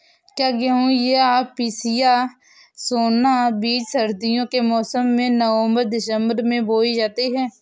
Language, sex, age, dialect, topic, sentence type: Hindi, female, 18-24, Awadhi Bundeli, agriculture, question